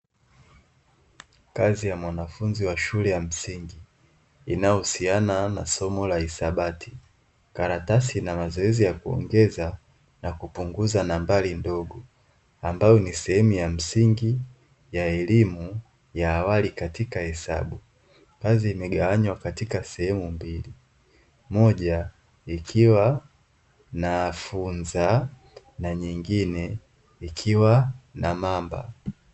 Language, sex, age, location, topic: Swahili, male, 18-24, Dar es Salaam, education